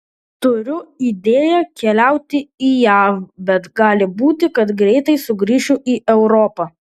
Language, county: Lithuanian, Vilnius